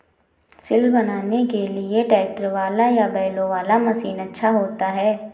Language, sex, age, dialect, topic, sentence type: Hindi, female, 18-24, Awadhi Bundeli, agriculture, question